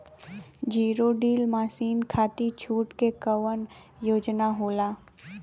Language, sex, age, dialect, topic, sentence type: Bhojpuri, female, 18-24, Western, agriculture, question